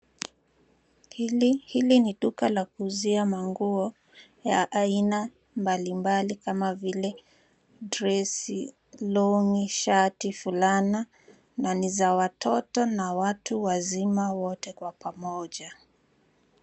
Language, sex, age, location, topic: Swahili, female, 25-35, Nairobi, finance